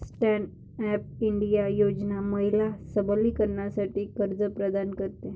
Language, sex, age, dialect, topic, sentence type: Marathi, female, 60-100, Varhadi, banking, statement